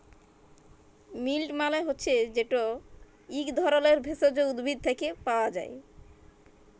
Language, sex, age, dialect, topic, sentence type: Bengali, male, 18-24, Jharkhandi, agriculture, statement